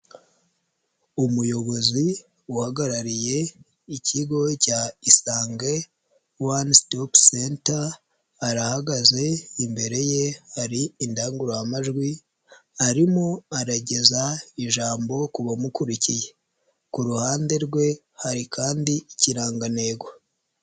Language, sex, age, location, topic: Kinyarwanda, male, 25-35, Nyagatare, health